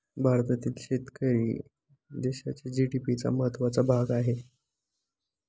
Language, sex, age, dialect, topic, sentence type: Marathi, male, 18-24, Northern Konkan, agriculture, statement